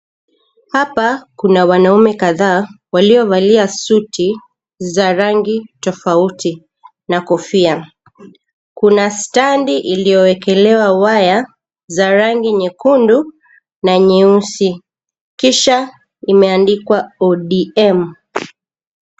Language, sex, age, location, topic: Swahili, female, 25-35, Mombasa, government